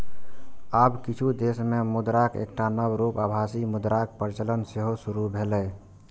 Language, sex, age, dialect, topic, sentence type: Maithili, male, 18-24, Eastern / Thethi, banking, statement